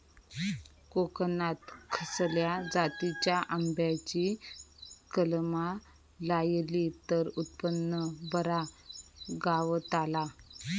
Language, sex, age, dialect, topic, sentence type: Marathi, male, 31-35, Southern Konkan, agriculture, question